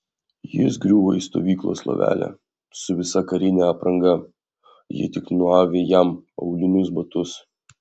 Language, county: Lithuanian, Vilnius